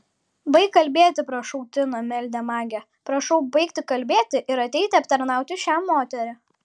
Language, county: Lithuanian, Kaunas